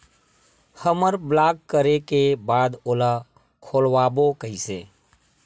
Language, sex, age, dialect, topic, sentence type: Chhattisgarhi, male, 36-40, Western/Budati/Khatahi, banking, question